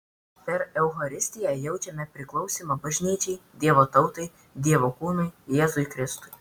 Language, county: Lithuanian, Vilnius